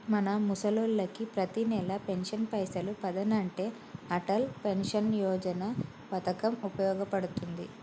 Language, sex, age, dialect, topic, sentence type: Telugu, female, 25-30, Telangana, banking, statement